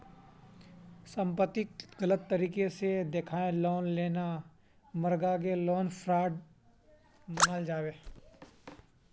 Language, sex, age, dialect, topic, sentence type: Magahi, male, 25-30, Northeastern/Surjapuri, banking, statement